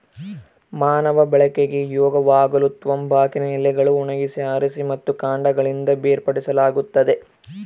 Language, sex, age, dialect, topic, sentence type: Kannada, male, 18-24, Central, agriculture, statement